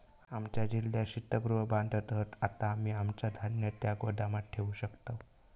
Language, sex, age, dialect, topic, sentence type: Marathi, male, 18-24, Southern Konkan, agriculture, statement